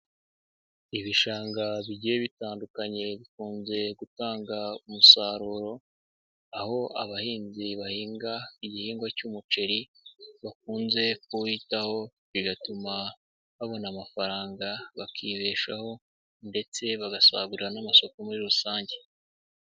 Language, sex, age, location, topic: Kinyarwanda, male, 18-24, Nyagatare, agriculture